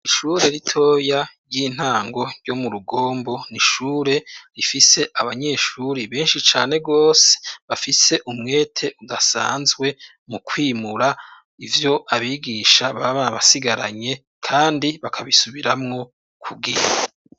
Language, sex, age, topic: Rundi, male, 36-49, education